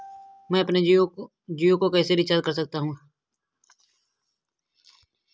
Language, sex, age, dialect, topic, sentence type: Hindi, male, 25-30, Awadhi Bundeli, banking, question